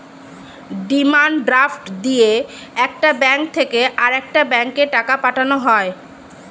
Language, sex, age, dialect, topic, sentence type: Bengali, female, 25-30, Standard Colloquial, banking, statement